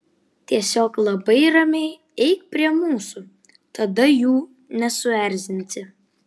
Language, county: Lithuanian, Vilnius